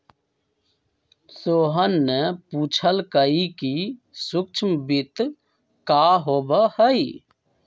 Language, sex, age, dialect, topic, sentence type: Magahi, male, 25-30, Western, banking, statement